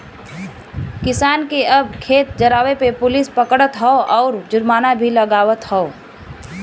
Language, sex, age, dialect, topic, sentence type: Bhojpuri, female, 25-30, Western, agriculture, statement